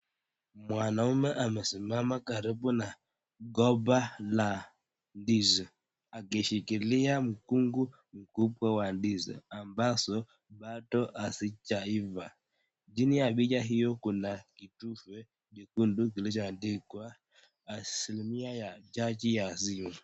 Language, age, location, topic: Swahili, 25-35, Nakuru, agriculture